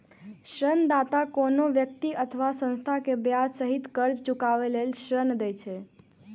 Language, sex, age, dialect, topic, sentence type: Maithili, female, 18-24, Eastern / Thethi, banking, statement